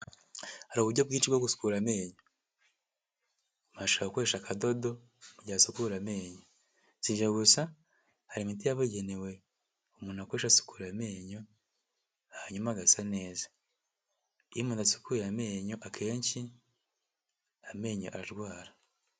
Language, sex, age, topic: Kinyarwanda, male, 18-24, health